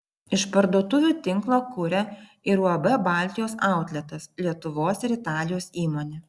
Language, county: Lithuanian, Vilnius